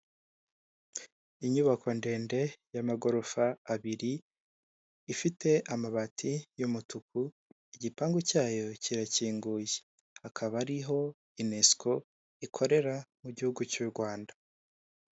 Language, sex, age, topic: Kinyarwanda, male, 18-24, government